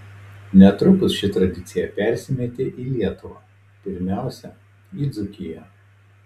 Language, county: Lithuanian, Telšiai